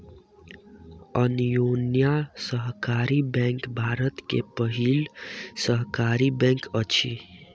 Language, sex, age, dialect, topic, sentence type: Maithili, male, 18-24, Southern/Standard, banking, statement